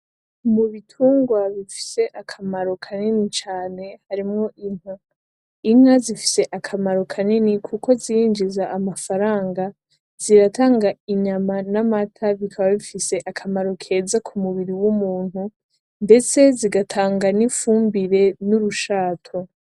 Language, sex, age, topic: Rundi, female, 18-24, agriculture